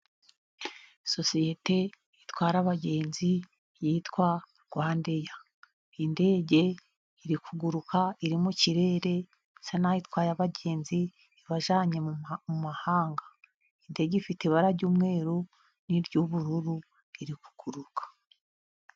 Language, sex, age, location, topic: Kinyarwanda, female, 50+, Musanze, government